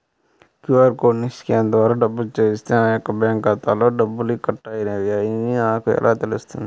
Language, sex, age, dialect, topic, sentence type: Telugu, male, 18-24, Central/Coastal, banking, question